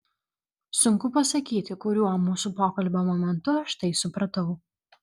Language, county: Lithuanian, Vilnius